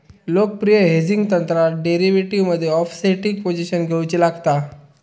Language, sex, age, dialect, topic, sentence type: Marathi, male, 18-24, Southern Konkan, banking, statement